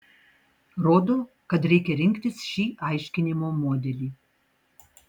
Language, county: Lithuanian, Tauragė